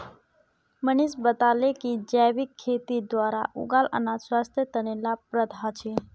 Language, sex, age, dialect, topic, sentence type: Magahi, male, 41-45, Northeastern/Surjapuri, agriculture, statement